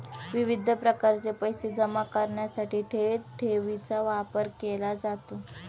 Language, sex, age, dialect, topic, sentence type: Marathi, female, 18-24, Standard Marathi, banking, statement